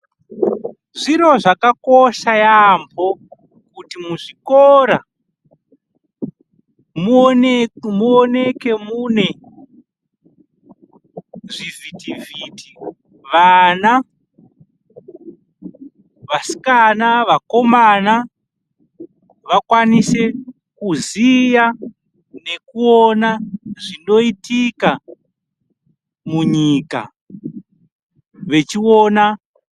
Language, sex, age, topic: Ndau, male, 25-35, education